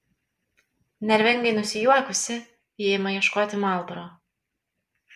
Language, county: Lithuanian, Kaunas